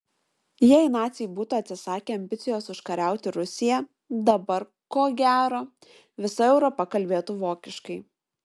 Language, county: Lithuanian, Šiauliai